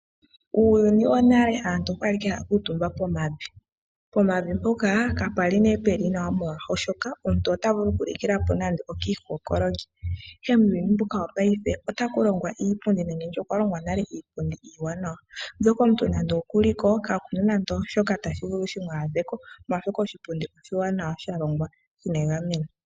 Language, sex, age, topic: Oshiwambo, female, 18-24, finance